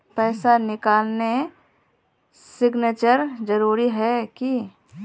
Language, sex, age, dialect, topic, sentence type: Magahi, female, 18-24, Northeastern/Surjapuri, banking, question